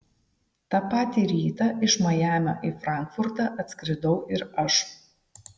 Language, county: Lithuanian, Šiauliai